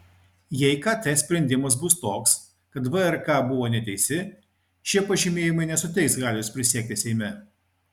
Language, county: Lithuanian, Klaipėda